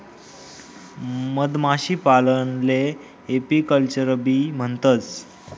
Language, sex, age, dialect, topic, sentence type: Marathi, male, 25-30, Northern Konkan, agriculture, statement